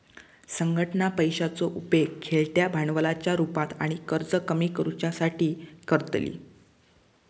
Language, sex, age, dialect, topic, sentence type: Marathi, male, 18-24, Southern Konkan, banking, statement